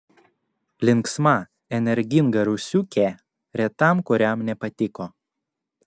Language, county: Lithuanian, Klaipėda